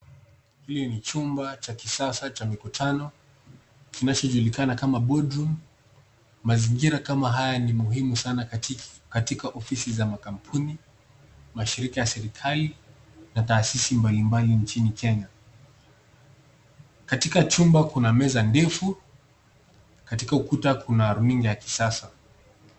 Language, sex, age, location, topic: Swahili, male, 18-24, Nairobi, education